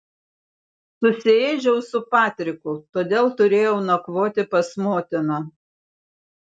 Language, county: Lithuanian, Vilnius